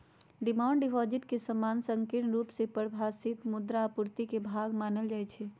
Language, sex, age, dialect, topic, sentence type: Magahi, male, 36-40, Western, banking, statement